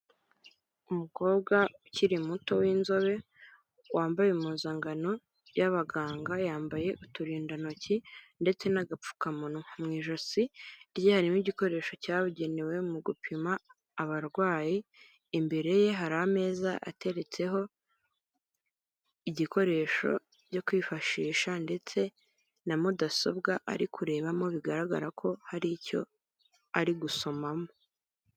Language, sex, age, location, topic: Kinyarwanda, female, 25-35, Kigali, health